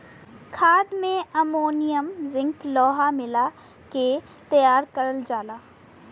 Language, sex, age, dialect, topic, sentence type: Bhojpuri, female, 18-24, Western, agriculture, statement